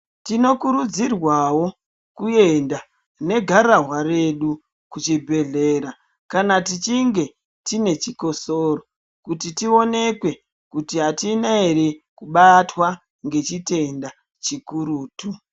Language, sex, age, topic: Ndau, male, 50+, health